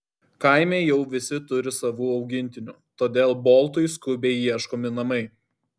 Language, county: Lithuanian, Kaunas